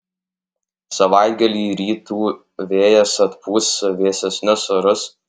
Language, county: Lithuanian, Alytus